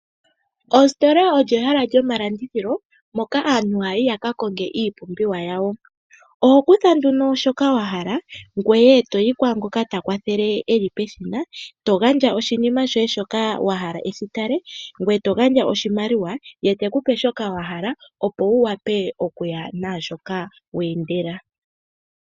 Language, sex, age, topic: Oshiwambo, female, 18-24, finance